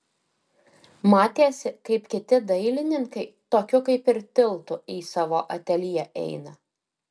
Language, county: Lithuanian, Alytus